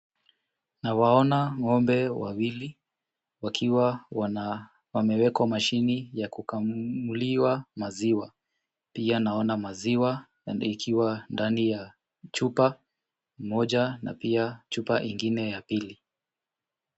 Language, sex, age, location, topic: Swahili, male, 18-24, Kisumu, agriculture